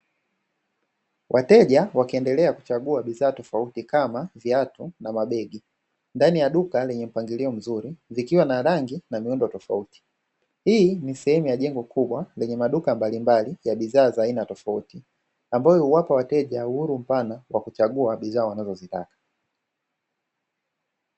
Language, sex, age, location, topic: Swahili, male, 25-35, Dar es Salaam, finance